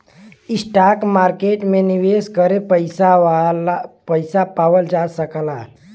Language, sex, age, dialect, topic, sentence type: Bhojpuri, male, 18-24, Western, banking, statement